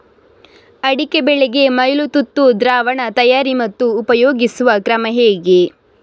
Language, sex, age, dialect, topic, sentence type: Kannada, female, 31-35, Coastal/Dakshin, agriculture, question